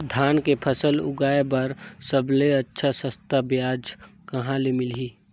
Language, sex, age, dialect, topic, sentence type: Chhattisgarhi, male, 18-24, Northern/Bhandar, agriculture, question